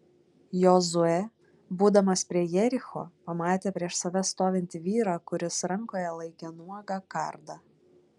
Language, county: Lithuanian, Klaipėda